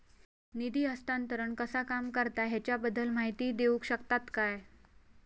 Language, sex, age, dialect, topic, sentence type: Marathi, female, 25-30, Southern Konkan, banking, question